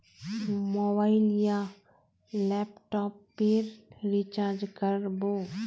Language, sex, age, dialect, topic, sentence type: Magahi, female, 25-30, Northeastern/Surjapuri, banking, question